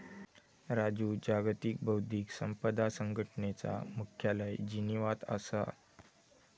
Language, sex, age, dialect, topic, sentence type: Marathi, male, 18-24, Southern Konkan, banking, statement